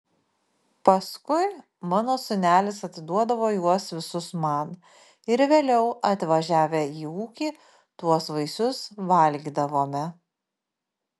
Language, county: Lithuanian, Panevėžys